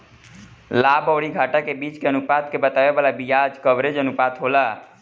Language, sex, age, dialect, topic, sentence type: Bhojpuri, male, 18-24, Northern, banking, statement